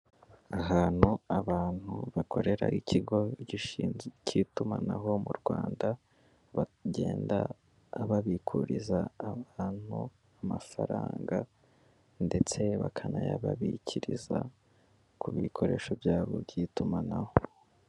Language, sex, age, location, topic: Kinyarwanda, male, 18-24, Kigali, finance